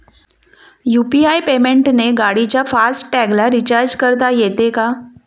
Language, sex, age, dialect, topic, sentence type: Marathi, female, 41-45, Standard Marathi, banking, question